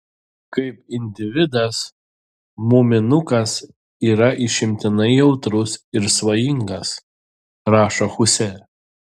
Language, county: Lithuanian, Telšiai